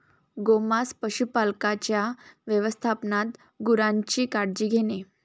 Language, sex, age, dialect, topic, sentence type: Marathi, female, 18-24, Varhadi, agriculture, statement